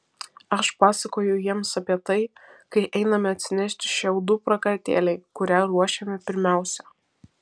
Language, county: Lithuanian, Vilnius